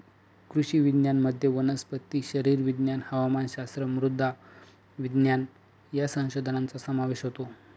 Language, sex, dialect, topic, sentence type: Marathi, male, Northern Konkan, agriculture, statement